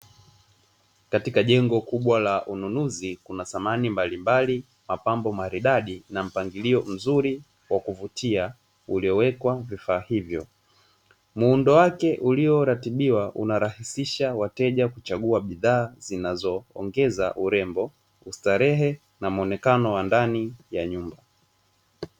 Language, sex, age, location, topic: Swahili, male, 18-24, Dar es Salaam, finance